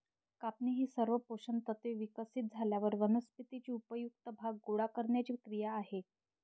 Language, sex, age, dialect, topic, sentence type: Marathi, male, 60-100, Varhadi, agriculture, statement